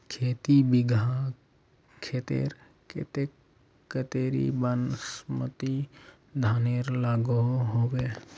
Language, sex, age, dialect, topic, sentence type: Magahi, male, 18-24, Northeastern/Surjapuri, agriculture, question